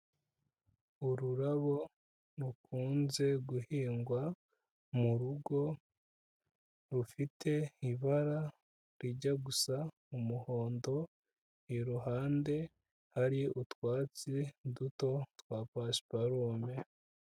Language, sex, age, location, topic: Kinyarwanda, female, 25-35, Kigali, agriculture